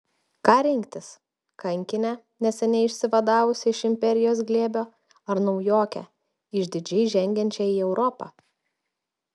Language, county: Lithuanian, Telšiai